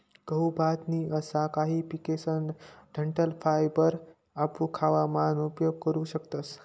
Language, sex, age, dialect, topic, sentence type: Marathi, male, 18-24, Northern Konkan, agriculture, statement